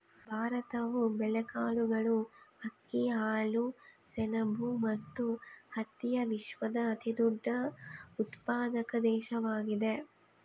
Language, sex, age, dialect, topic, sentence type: Kannada, female, 25-30, Central, agriculture, statement